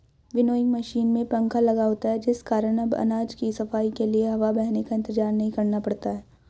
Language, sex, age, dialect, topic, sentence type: Hindi, female, 56-60, Hindustani Malvi Khadi Boli, agriculture, statement